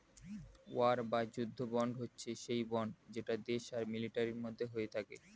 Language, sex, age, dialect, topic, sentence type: Bengali, male, 18-24, Standard Colloquial, banking, statement